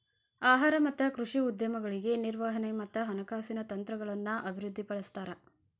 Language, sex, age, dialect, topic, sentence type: Kannada, female, 25-30, Dharwad Kannada, banking, statement